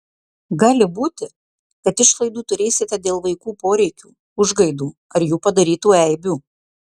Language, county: Lithuanian, Marijampolė